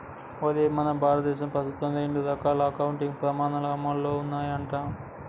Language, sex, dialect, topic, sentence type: Telugu, male, Telangana, banking, statement